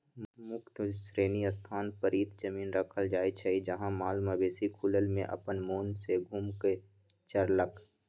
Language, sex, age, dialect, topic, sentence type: Magahi, male, 18-24, Western, agriculture, statement